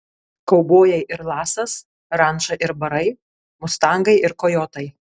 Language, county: Lithuanian, Kaunas